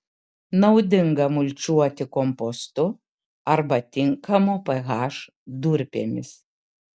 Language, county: Lithuanian, Kaunas